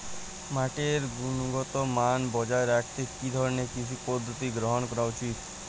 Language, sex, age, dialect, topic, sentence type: Bengali, male, 18-24, Jharkhandi, agriculture, question